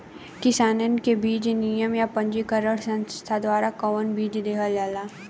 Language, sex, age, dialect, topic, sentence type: Bhojpuri, female, 18-24, Southern / Standard, agriculture, question